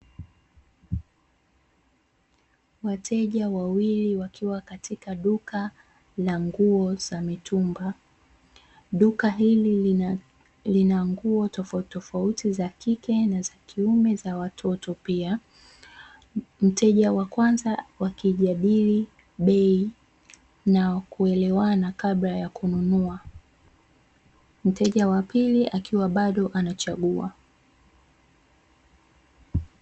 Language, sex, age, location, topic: Swahili, female, 25-35, Dar es Salaam, finance